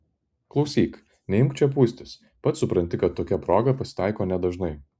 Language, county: Lithuanian, Vilnius